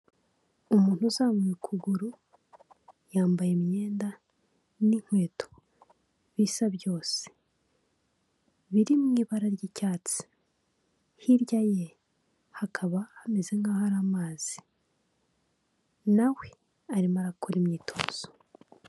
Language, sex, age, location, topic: Kinyarwanda, female, 18-24, Kigali, health